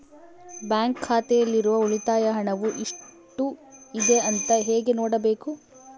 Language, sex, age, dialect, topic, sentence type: Kannada, female, 18-24, Central, banking, question